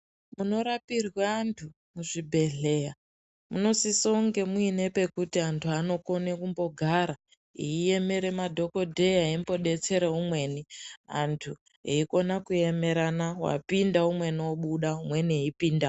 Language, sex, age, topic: Ndau, male, 18-24, health